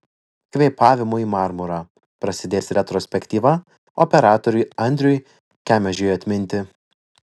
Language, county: Lithuanian, Vilnius